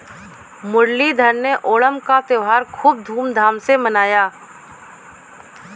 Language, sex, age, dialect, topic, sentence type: Hindi, female, 18-24, Kanauji Braj Bhasha, agriculture, statement